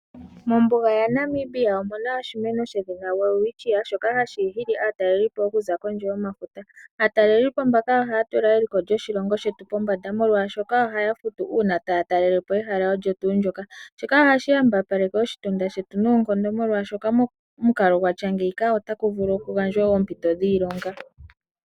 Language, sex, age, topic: Oshiwambo, female, 18-24, agriculture